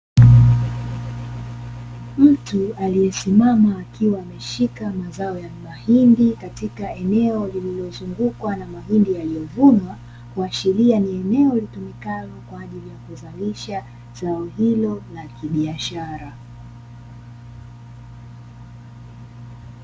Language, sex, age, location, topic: Swahili, female, 18-24, Dar es Salaam, agriculture